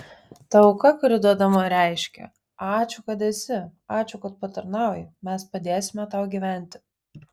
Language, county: Lithuanian, Vilnius